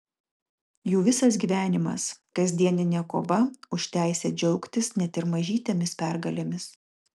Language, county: Lithuanian, Kaunas